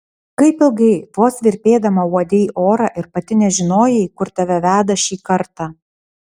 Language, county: Lithuanian, Panevėžys